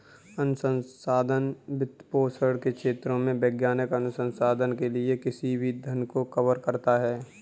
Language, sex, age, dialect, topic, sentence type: Hindi, male, 31-35, Kanauji Braj Bhasha, banking, statement